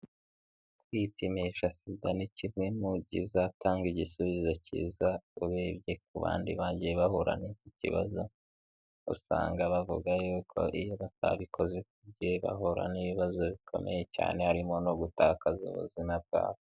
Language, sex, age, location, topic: Kinyarwanda, male, 18-24, Huye, health